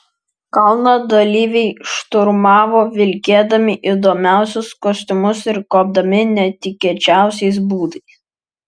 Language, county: Lithuanian, Vilnius